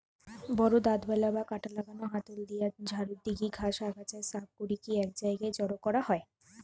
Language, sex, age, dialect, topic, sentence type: Bengali, female, 25-30, Western, agriculture, statement